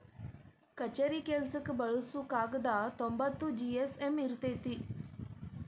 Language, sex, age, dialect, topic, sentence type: Kannada, female, 18-24, Dharwad Kannada, agriculture, statement